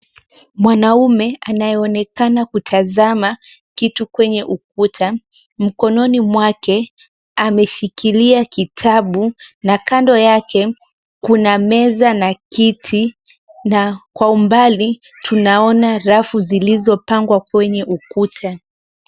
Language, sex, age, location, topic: Swahili, female, 18-24, Nairobi, education